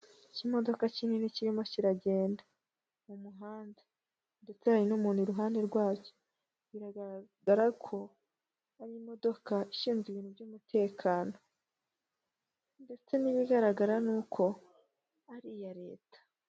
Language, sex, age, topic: Kinyarwanda, female, 18-24, government